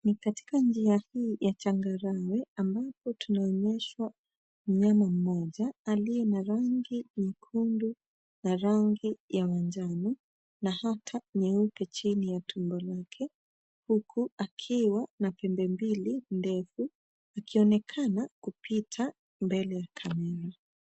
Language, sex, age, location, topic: Swahili, female, 25-35, Nairobi, government